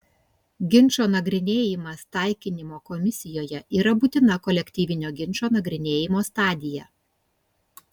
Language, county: Lithuanian, Kaunas